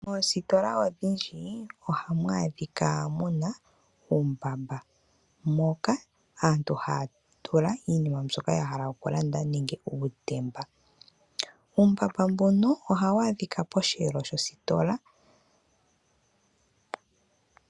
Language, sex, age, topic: Oshiwambo, female, 25-35, finance